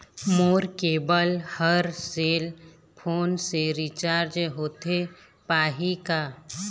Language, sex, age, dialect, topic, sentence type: Chhattisgarhi, female, 25-30, Eastern, banking, question